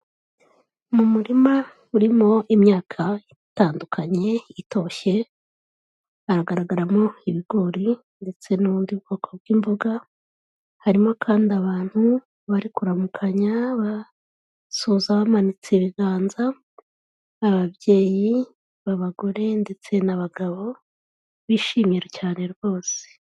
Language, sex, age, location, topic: Kinyarwanda, female, 36-49, Kigali, health